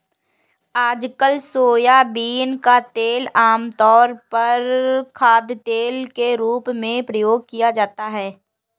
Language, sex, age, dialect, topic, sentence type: Hindi, female, 56-60, Kanauji Braj Bhasha, agriculture, statement